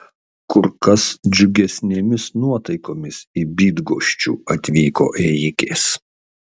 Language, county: Lithuanian, Kaunas